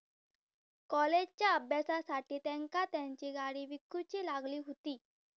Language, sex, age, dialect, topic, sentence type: Marathi, female, 18-24, Southern Konkan, banking, statement